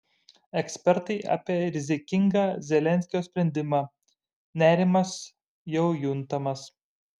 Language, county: Lithuanian, Šiauliai